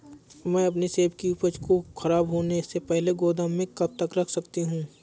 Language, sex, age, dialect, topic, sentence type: Hindi, male, 25-30, Awadhi Bundeli, agriculture, question